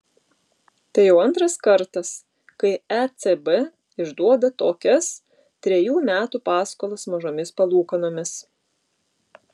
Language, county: Lithuanian, Utena